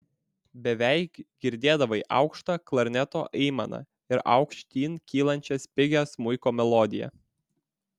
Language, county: Lithuanian, Vilnius